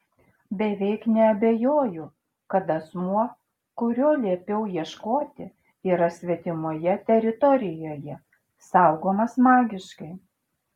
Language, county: Lithuanian, Šiauliai